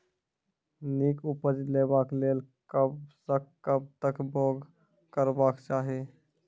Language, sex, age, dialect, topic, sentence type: Maithili, male, 46-50, Angika, agriculture, question